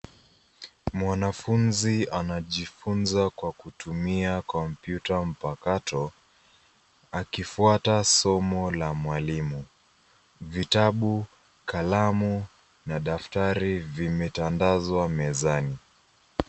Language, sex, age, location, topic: Swahili, female, 25-35, Nairobi, education